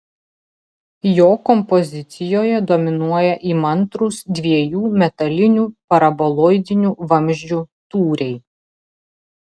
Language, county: Lithuanian, Telšiai